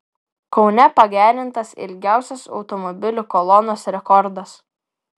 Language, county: Lithuanian, Vilnius